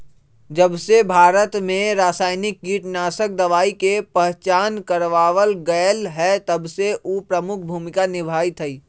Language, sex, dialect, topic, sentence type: Magahi, male, Western, agriculture, statement